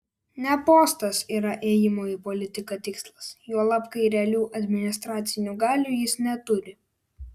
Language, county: Lithuanian, Vilnius